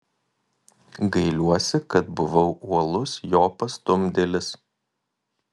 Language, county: Lithuanian, Kaunas